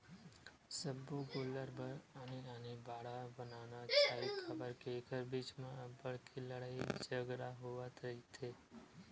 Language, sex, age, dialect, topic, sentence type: Chhattisgarhi, male, 18-24, Western/Budati/Khatahi, agriculture, statement